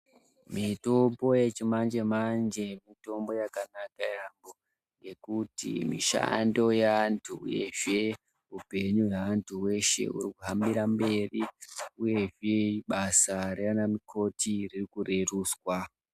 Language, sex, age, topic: Ndau, female, 25-35, health